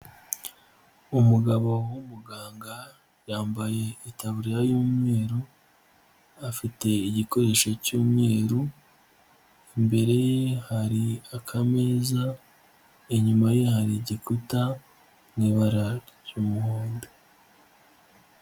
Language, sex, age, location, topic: Kinyarwanda, male, 25-35, Nyagatare, health